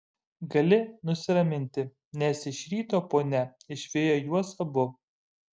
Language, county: Lithuanian, Šiauliai